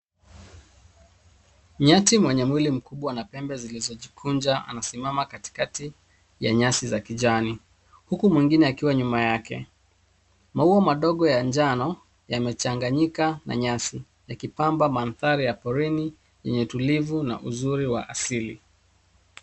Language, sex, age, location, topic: Swahili, male, 36-49, Nairobi, government